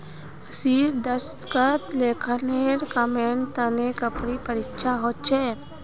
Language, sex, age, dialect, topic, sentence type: Magahi, female, 18-24, Northeastern/Surjapuri, banking, statement